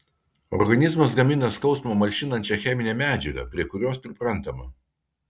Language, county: Lithuanian, Kaunas